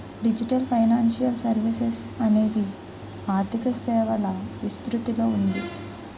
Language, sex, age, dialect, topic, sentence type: Telugu, female, 18-24, Utterandhra, banking, statement